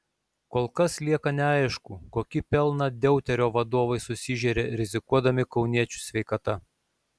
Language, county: Lithuanian, Šiauliai